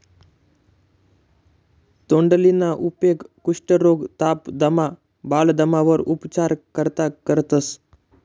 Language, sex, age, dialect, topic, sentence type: Marathi, male, 18-24, Northern Konkan, agriculture, statement